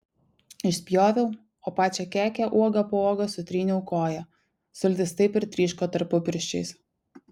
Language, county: Lithuanian, Šiauliai